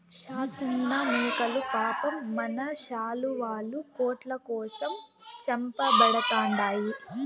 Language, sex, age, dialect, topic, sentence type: Telugu, female, 18-24, Southern, agriculture, statement